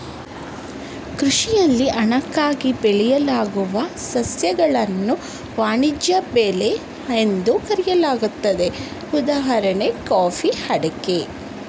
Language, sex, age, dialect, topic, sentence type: Kannada, female, 31-35, Mysore Kannada, agriculture, statement